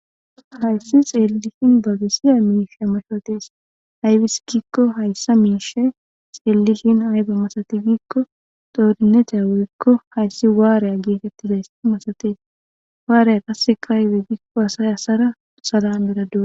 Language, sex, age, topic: Gamo, female, 18-24, government